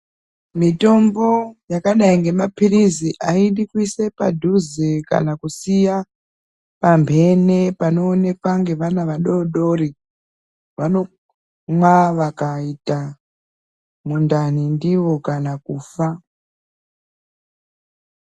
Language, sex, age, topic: Ndau, female, 36-49, health